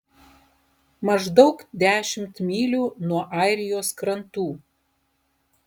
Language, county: Lithuanian, Alytus